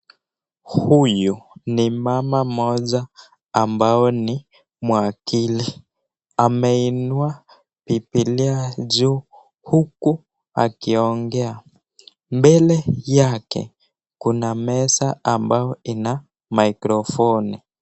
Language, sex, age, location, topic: Swahili, male, 18-24, Nakuru, government